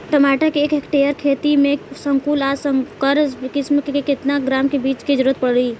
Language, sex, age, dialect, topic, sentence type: Bhojpuri, female, 18-24, Southern / Standard, agriculture, question